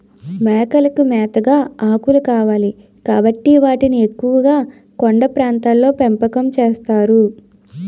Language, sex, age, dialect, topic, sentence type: Telugu, female, 25-30, Utterandhra, agriculture, statement